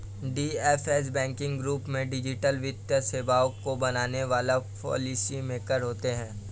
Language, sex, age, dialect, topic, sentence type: Hindi, male, 18-24, Awadhi Bundeli, banking, statement